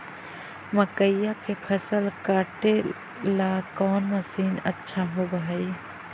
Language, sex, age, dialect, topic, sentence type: Magahi, female, 25-30, Central/Standard, agriculture, question